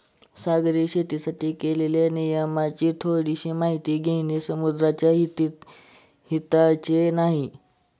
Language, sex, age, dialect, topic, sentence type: Marathi, male, 25-30, Standard Marathi, agriculture, statement